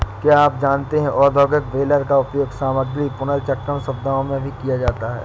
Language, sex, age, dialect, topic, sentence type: Hindi, male, 60-100, Awadhi Bundeli, agriculture, statement